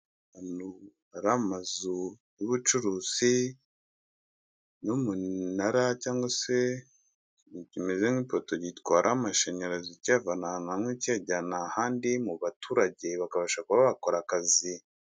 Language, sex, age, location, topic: Kinyarwanda, male, 25-35, Kigali, government